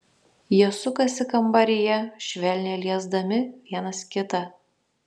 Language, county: Lithuanian, Šiauliai